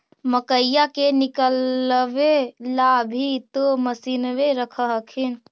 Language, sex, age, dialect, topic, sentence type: Magahi, female, 60-100, Central/Standard, agriculture, question